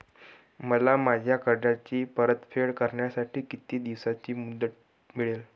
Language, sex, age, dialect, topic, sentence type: Marathi, male, 18-24, Northern Konkan, banking, question